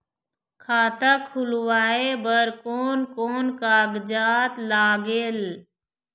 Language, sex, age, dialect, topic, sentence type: Chhattisgarhi, female, 41-45, Eastern, banking, question